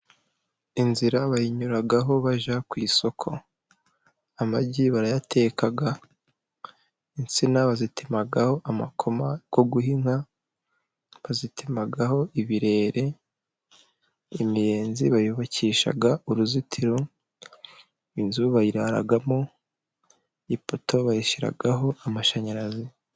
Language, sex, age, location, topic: Kinyarwanda, male, 25-35, Musanze, agriculture